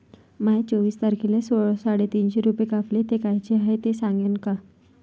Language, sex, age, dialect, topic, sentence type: Marathi, female, 41-45, Varhadi, banking, question